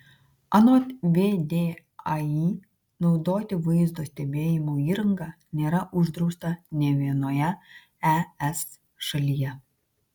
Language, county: Lithuanian, Kaunas